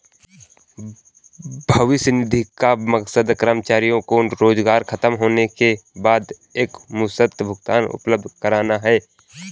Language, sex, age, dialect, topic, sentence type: Hindi, male, 18-24, Kanauji Braj Bhasha, banking, statement